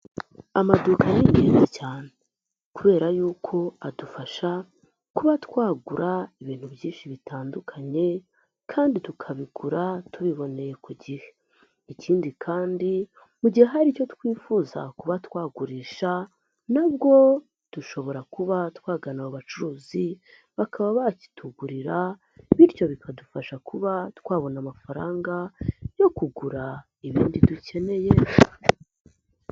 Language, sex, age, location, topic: Kinyarwanda, female, 18-24, Nyagatare, finance